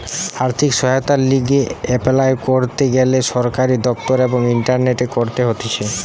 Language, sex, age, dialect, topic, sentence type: Bengali, male, 18-24, Western, agriculture, statement